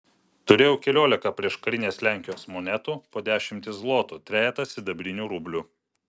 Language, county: Lithuanian, Vilnius